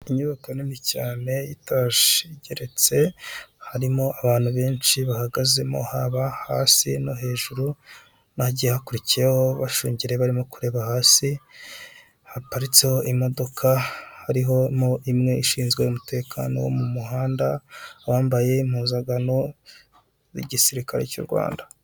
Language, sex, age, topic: Kinyarwanda, male, 25-35, finance